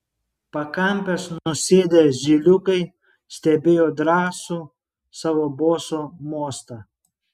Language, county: Lithuanian, Šiauliai